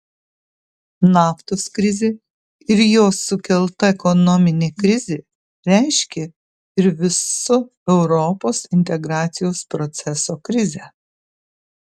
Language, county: Lithuanian, Kaunas